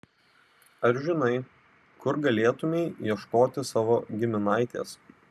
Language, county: Lithuanian, Vilnius